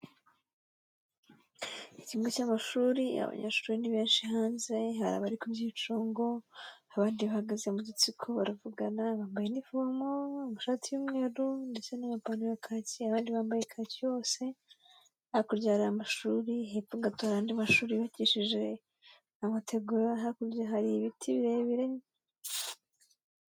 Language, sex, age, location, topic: Kinyarwanda, female, 18-24, Kigali, education